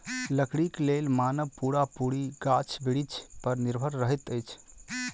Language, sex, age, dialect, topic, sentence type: Maithili, male, 25-30, Southern/Standard, agriculture, statement